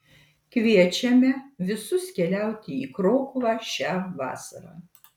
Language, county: Lithuanian, Marijampolė